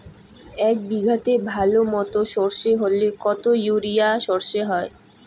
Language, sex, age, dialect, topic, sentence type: Bengali, female, 18-24, Rajbangshi, agriculture, question